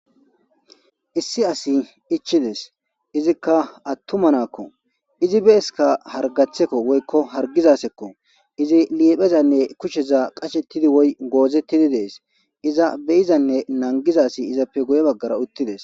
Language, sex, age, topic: Gamo, male, 25-35, government